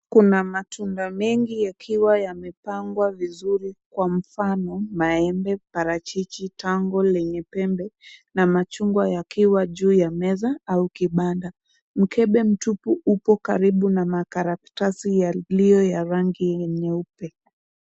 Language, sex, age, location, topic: Swahili, female, 25-35, Kisumu, finance